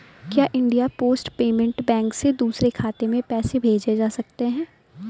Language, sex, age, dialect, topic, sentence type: Hindi, female, 18-24, Awadhi Bundeli, banking, question